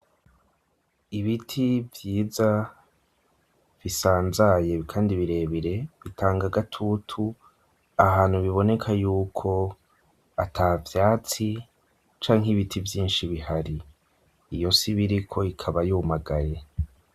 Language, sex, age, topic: Rundi, male, 25-35, education